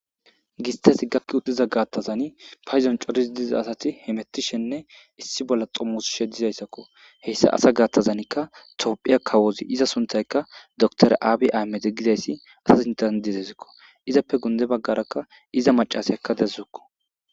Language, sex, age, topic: Gamo, male, 18-24, government